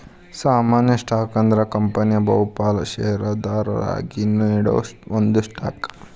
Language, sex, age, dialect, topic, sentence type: Kannada, male, 18-24, Dharwad Kannada, banking, statement